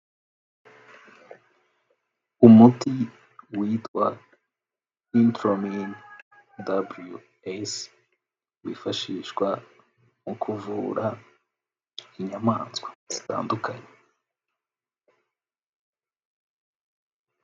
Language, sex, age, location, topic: Kinyarwanda, male, 18-24, Nyagatare, agriculture